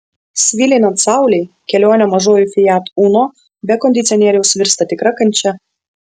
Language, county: Lithuanian, Vilnius